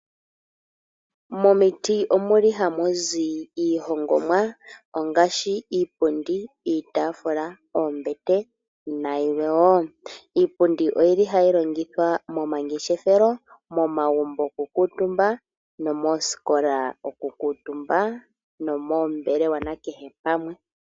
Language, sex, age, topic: Oshiwambo, female, 18-24, finance